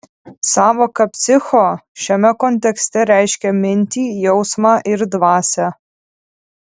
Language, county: Lithuanian, Kaunas